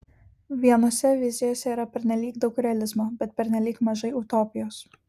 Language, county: Lithuanian, Kaunas